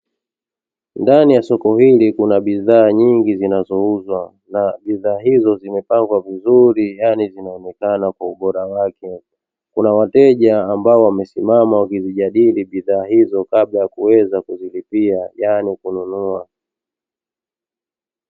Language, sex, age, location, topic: Swahili, male, 25-35, Dar es Salaam, finance